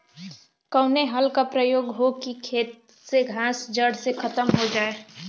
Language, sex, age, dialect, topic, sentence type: Bhojpuri, female, 18-24, Western, agriculture, question